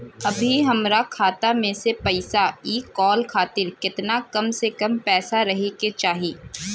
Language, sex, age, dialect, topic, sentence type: Bhojpuri, female, 18-24, Southern / Standard, banking, question